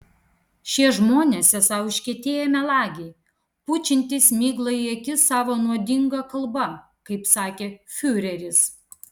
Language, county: Lithuanian, Kaunas